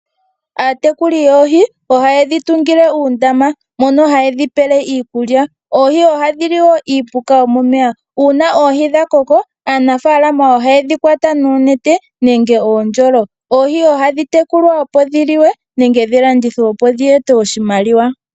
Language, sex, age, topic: Oshiwambo, female, 18-24, agriculture